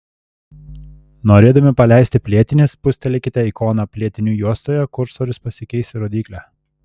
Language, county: Lithuanian, Telšiai